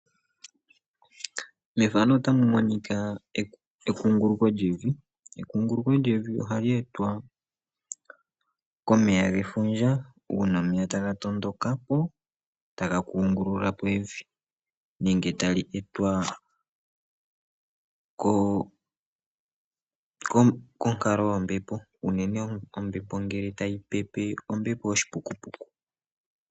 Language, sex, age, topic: Oshiwambo, male, 25-35, agriculture